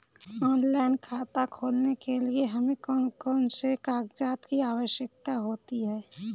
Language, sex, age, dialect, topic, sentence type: Hindi, female, 25-30, Kanauji Braj Bhasha, banking, question